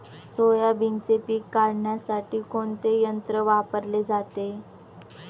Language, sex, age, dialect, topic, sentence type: Marathi, female, 18-24, Standard Marathi, agriculture, question